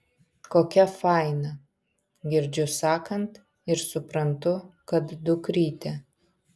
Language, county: Lithuanian, Vilnius